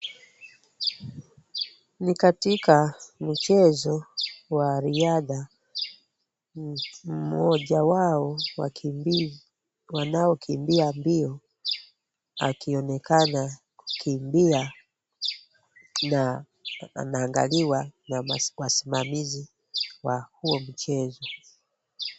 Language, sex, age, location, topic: Swahili, female, 25-35, Kisumu, government